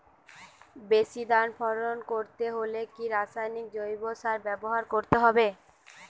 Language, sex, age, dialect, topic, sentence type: Bengali, female, 18-24, Western, agriculture, question